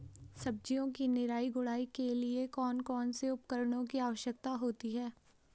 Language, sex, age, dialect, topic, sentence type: Hindi, female, 18-24, Garhwali, agriculture, question